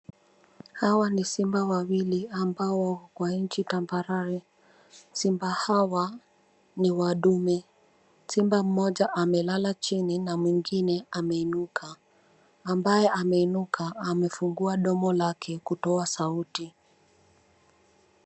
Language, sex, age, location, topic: Swahili, female, 25-35, Nairobi, government